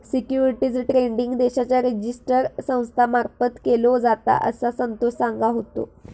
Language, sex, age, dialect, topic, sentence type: Marathi, female, 25-30, Southern Konkan, banking, statement